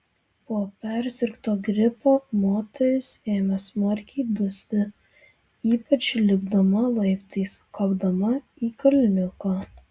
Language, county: Lithuanian, Vilnius